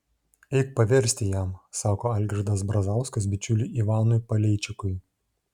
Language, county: Lithuanian, Šiauliai